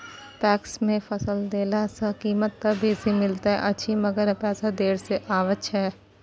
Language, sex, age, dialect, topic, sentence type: Maithili, female, 18-24, Bajjika, agriculture, question